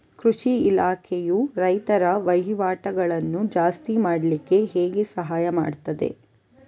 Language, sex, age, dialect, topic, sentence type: Kannada, female, 41-45, Coastal/Dakshin, agriculture, question